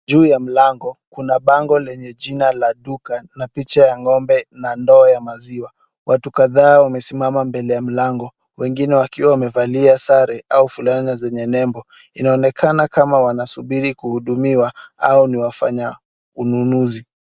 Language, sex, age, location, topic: Swahili, male, 36-49, Kisumu, finance